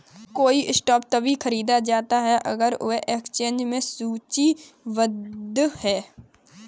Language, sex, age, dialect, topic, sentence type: Hindi, female, 18-24, Kanauji Braj Bhasha, banking, statement